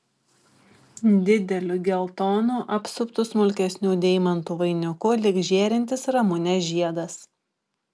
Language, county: Lithuanian, Klaipėda